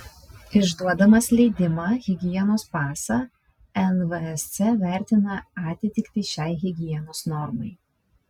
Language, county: Lithuanian, Vilnius